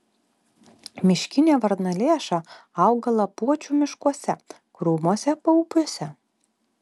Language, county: Lithuanian, Alytus